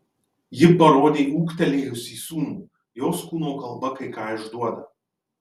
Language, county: Lithuanian, Marijampolė